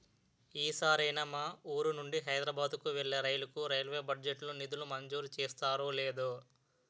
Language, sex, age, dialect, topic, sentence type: Telugu, male, 18-24, Utterandhra, banking, statement